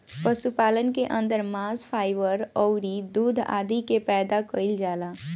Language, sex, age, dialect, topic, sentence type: Bhojpuri, female, <18, Northern, agriculture, statement